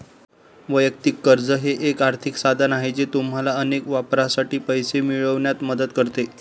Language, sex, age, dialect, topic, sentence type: Marathi, male, 25-30, Northern Konkan, banking, statement